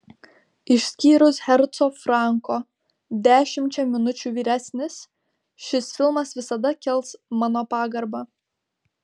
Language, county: Lithuanian, Vilnius